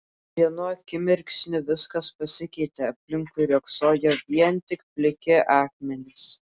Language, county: Lithuanian, Klaipėda